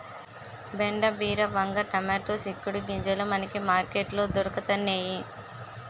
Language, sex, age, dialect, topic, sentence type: Telugu, female, 18-24, Utterandhra, agriculture, statement